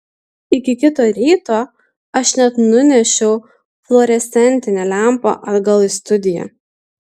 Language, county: Lithuanian, Utena